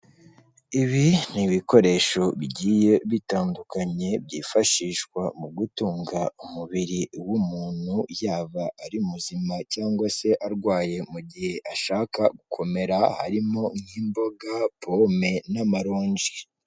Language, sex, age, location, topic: Kinyarwanda, male, 25-35, Kigali, health